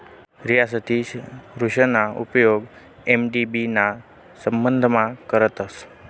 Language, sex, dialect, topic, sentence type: Marathi, male, Northern Konkan, banking, statement